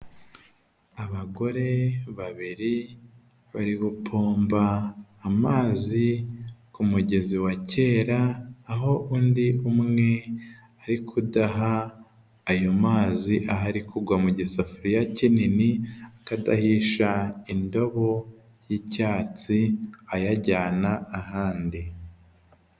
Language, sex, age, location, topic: Kinyarwanda, male, 25-35, Huye, health